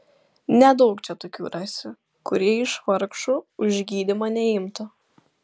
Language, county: Lithuanian, Klaipėda